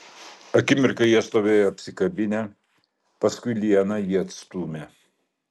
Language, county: Lithuanian, Klaipėda